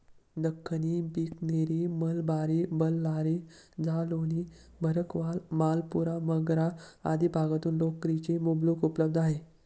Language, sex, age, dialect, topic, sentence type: Marathi, male, 18-24, Standard Marathi, agriculture, statement